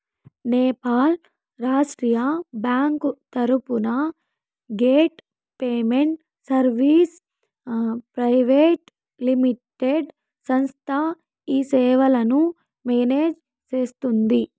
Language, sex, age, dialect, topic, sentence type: Telugu, female, 18-24, Southern, banking, question